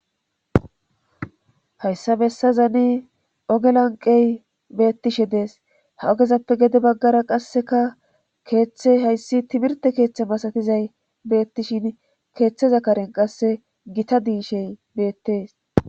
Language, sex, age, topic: Gamo, female, 18-24, government